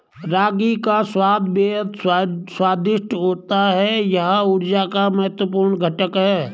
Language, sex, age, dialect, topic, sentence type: Hindi, male, 41-45, Garhwali, agriculture, statement